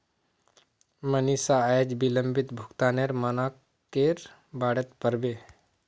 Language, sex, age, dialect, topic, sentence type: Magahi, male, 36-40, Northeastern/Surjapuri, banking, statement